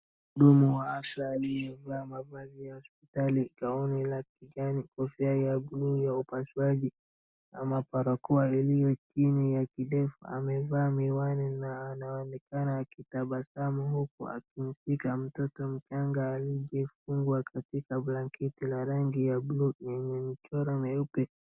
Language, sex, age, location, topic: Swahili, male, 36-49, Wajir, health